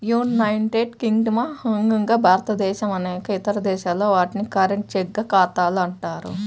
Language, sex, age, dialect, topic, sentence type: Telugu, female, 31-35, Central/Coastal, banking, statement